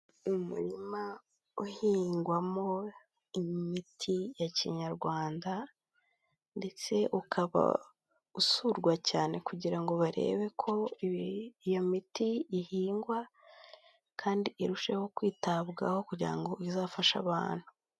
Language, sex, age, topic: Kinyarwanda, female, 18-24, health